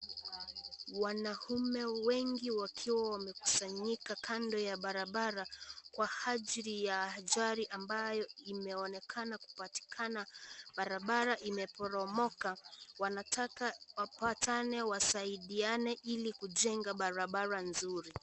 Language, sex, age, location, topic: Swahili, female, 18-24, Kisii, health